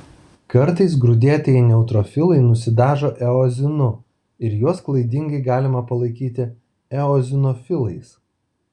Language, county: Lithuanian, Vilnius